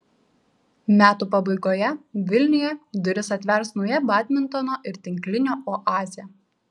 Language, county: Lithuanian, Šiauliai